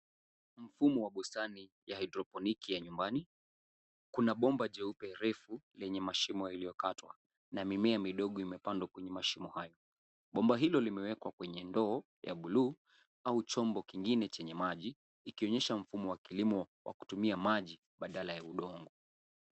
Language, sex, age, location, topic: Swahili, male, 18-24, Nairobi, agriculture